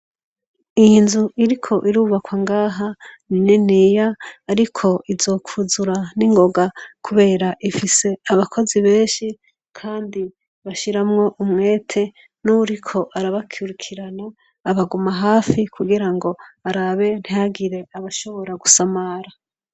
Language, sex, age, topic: Rundi, female, 25-35, education